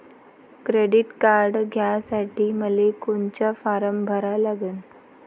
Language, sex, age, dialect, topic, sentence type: Marathi, female, 18-24, Varhadi, banking, question